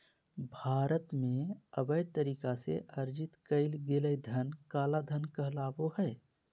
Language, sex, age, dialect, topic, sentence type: Magahi, male, 36-40, Southern, banking, statement